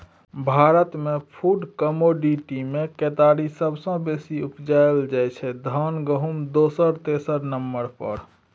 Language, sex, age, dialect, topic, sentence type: Maithili, male, 31-35, Bajjika, agriculture, statement